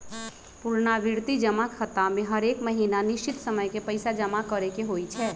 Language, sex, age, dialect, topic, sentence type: Magahi, male, 36-40, Western, banking, statement